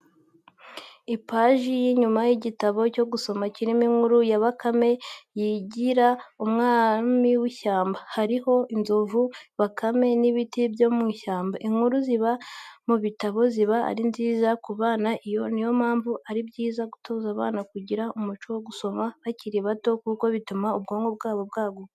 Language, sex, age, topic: Kinyarwanda, female, 18-24, education